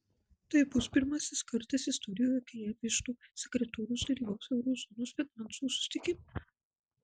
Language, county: Lithuanian, Marijampolė